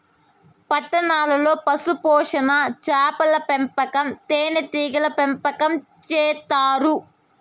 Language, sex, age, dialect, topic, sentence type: Telugu, female, 18-24, Southern, agriculture, statement